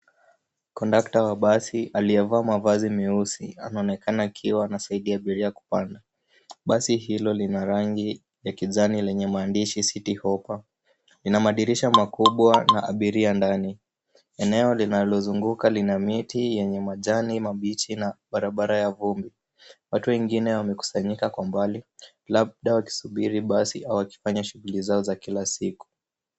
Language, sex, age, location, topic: Swahili, male, 18-24, Nairobi, government